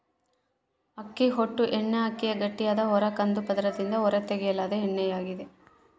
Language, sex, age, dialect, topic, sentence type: Kannada, female, 51-55, Central, agriculture, statement